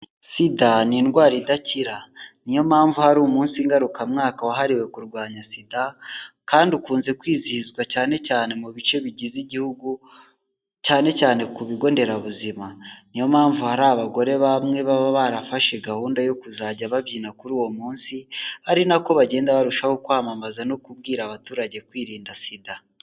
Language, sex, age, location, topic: Kinyarwanda, male, 18-24, Huye, health